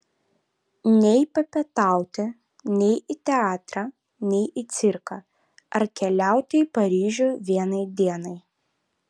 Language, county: Lithuanian, Vilnius